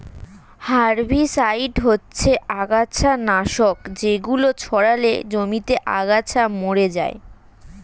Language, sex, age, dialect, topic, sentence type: Bengali, female, 36-40, Standard Colloquial, agriculture, statement